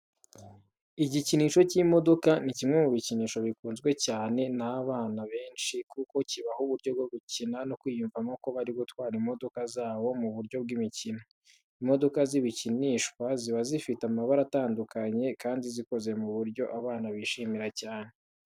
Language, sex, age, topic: Kinyarwanda, male, 18-24, education